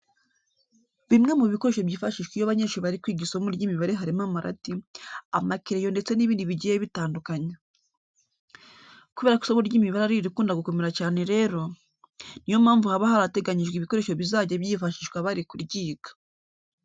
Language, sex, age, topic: Kinyarwanda, female, 25-35, education